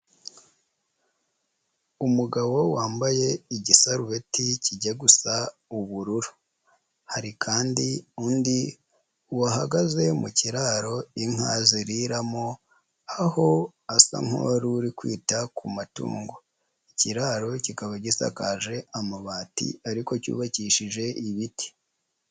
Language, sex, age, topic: Kinyarwanda, female, 25-35, agriculture